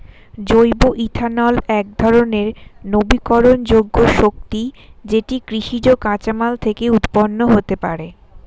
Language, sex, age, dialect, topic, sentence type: Bengali, female, 25-30, Standard Colloquial, agriculture, statement